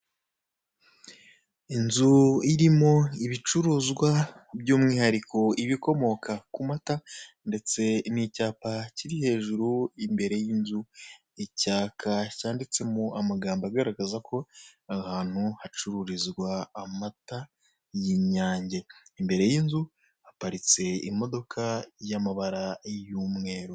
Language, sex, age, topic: Kinyarwanda, male, 25-35, finance